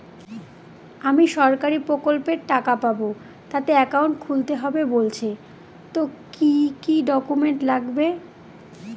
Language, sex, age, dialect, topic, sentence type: Bengali, female, 25-30, Northern/Varendri, banking, question